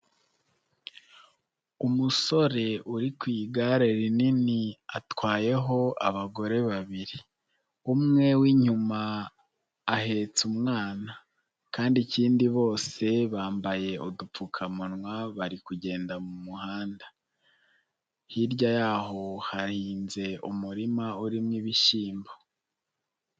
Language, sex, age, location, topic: Kinyarwanda, male, 25-35, Nyagatare, finance